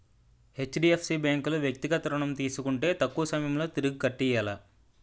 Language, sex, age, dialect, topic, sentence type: Telugu, male, 25-30, Utterandhra, banking, statement